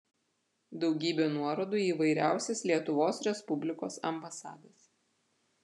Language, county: Lithuanian, Vilnius